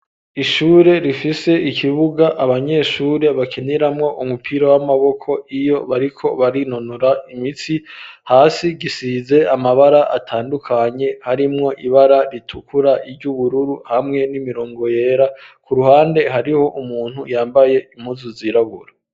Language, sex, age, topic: Rundi, male, 25-35, education